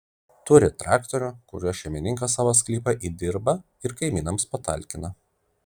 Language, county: Lithuanian, Vilnius